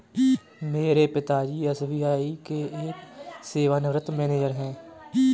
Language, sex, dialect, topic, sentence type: Hindi, male, Kanauji Braj Bhasha, banking, statement